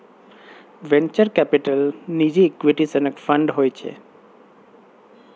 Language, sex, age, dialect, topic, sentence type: Maithili, female, 36-40, Bajjika, banking, statement